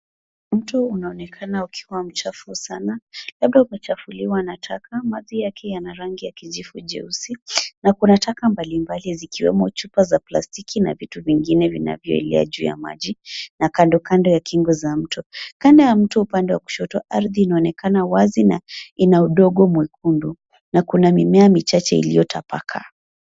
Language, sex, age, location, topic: Swahili, female, 25-35, Nairobi, government